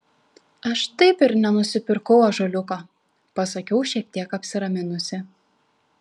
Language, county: Lithuanian, Šiauliai